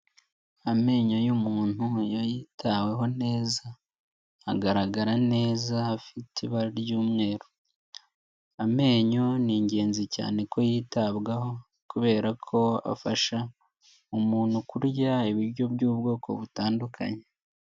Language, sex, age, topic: Kinyarwanda, male, 18-24, health